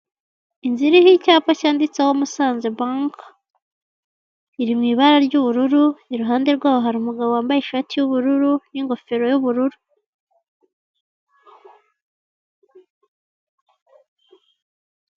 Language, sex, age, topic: Kinyarwanda, female, 18-24, finance